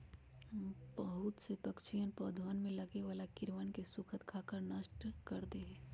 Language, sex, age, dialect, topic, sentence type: Magahi, male, 41-45, Western, agriculture, statement